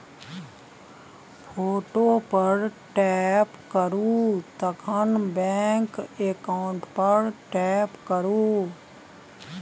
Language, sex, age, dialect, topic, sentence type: Maithili, female, 56-60, Bajjika, banking, statement